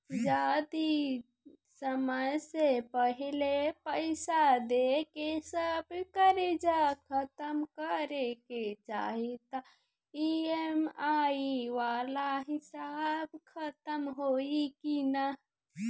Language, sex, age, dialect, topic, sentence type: Bhojpuri, female, 18-24, Southern / Standard, banking, question